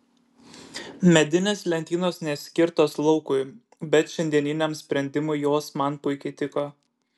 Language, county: Lithuanian, Šiauliai